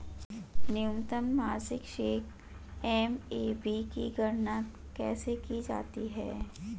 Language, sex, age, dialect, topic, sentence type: Hindi, female, 41-45, Hindustani Malvi Khadi Boli, banking, question